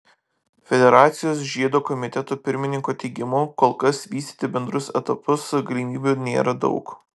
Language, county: Lithuanian, Vilnius